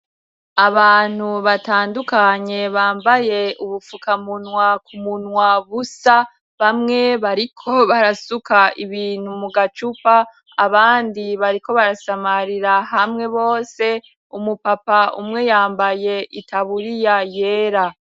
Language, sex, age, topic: Rundi, female, 18-24, education